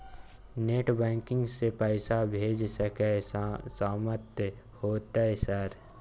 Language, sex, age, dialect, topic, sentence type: Maithili, male, 18-24, Bajjika, banking, question